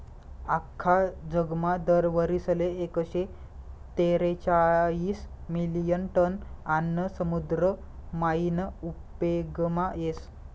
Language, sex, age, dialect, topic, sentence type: Marathi, male, 25-30, Northern Konkan, agriculture, statement